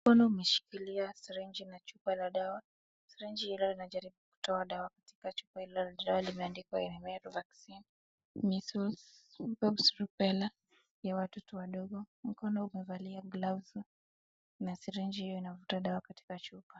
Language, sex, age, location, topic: Swahili, female, 18-24, Wajir, health